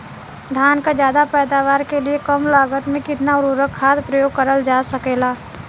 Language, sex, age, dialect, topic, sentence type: Bhojpuri, female, 18-24, Western, agriculture, question